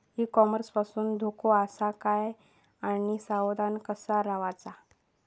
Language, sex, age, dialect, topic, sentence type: Marathi, female, 18-24, Southern Konkan, agriculture, question